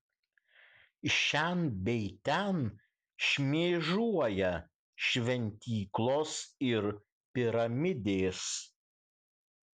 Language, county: Lithuanian, Kaunas